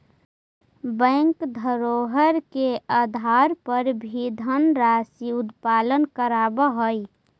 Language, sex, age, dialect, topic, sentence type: Magahi, female, 18-24, Central/Standard, banking, statement